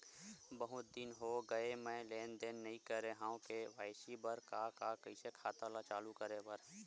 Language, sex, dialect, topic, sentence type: Chhattisgarhi, male, Western/Budati/Khatahi, banking, question